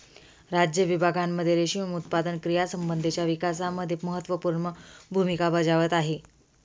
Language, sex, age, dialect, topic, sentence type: Marathi, female, 25-30, Northern Konkan, agriculture, statement